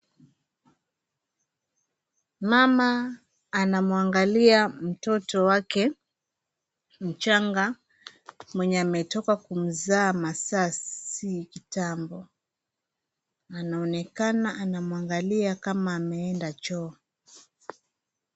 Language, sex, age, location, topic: Swahili, female, 25-35, Mombasa, health